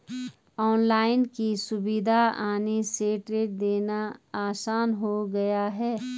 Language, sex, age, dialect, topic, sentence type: Hindi, female, 46-50, Garhwali, banking, statement